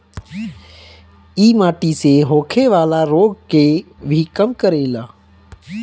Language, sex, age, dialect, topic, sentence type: Bhojpuri, male, 31-35, Northern, agriculture, statement